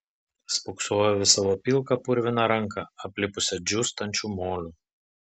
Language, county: Lithuanian, Telšiai